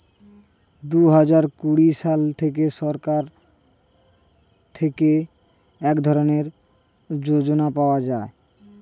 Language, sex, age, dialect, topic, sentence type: Bengali, male, 18-24, Standard Colloquial, banking, statement